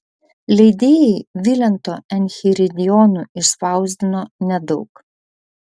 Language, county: Lithuanian, Vilnius